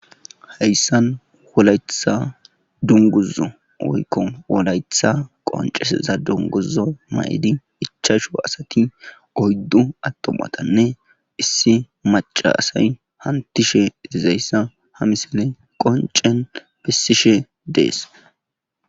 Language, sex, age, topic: Gamo, male, 18-24, government